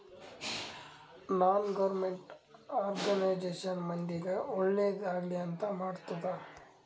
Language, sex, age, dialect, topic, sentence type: Kannada, male, 18-24, Northeastern, banking, statement